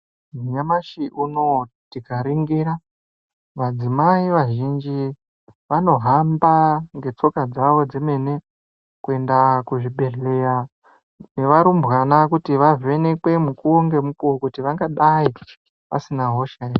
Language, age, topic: Ndau, 18-24, health